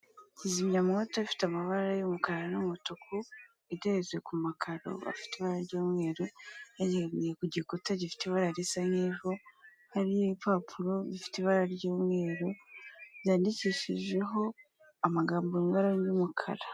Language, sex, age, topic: Kinyarwanda, female, 18-24, government